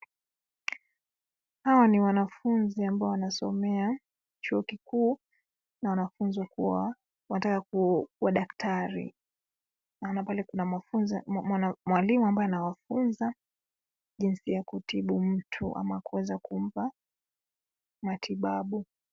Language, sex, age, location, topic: Swahili, female, 25-35, Nairobi, education